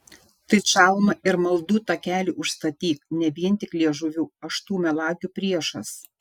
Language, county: Lithuanian, Šiauliai